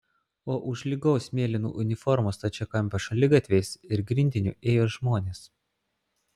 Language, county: Lithuanian, Klaipėda